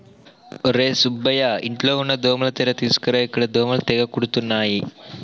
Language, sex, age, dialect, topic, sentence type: Telugu, male, 18-24, Telangana, agriculture, statement